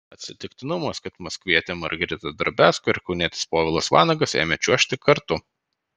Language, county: Lithuanian, Vilnius